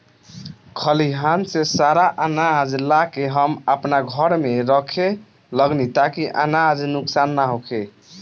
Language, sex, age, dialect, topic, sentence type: Bhojpuri, male, 18-24, Southern / Standard, agriculture, statement